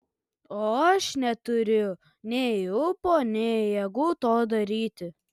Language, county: Lithuanian, Kaunas